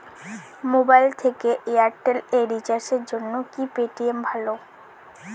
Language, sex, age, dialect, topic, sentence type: Bengali, female, <18, Northern/Varendri, banking, question